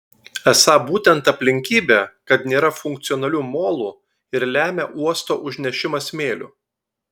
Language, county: Lithuanian, Telšiai